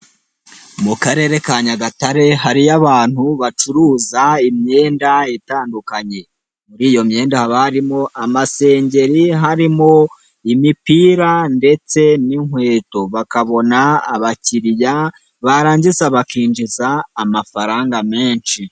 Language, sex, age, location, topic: Kinyarwanda, male, 18-24, Nyagatare, finance